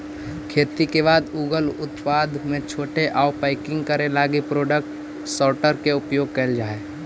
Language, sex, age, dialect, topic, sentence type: Magahi, male, 18-24, Central/Standard, banking, statement